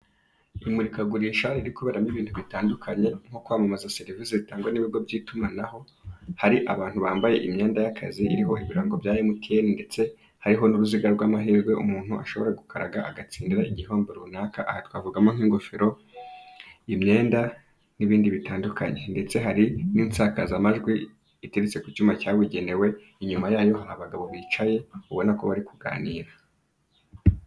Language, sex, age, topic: Kinyarwanda, male, 25-35, finance